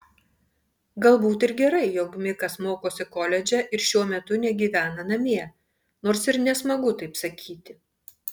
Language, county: Lithuanian, Panevėžys